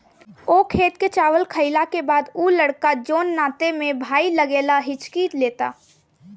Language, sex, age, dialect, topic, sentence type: Bhojpuri, female, <18, Southern / Standard, agriculture, question